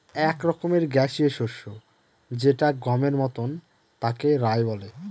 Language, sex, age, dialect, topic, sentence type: Bengali, male, 36-40, Northern/Varendri, agriculture, statement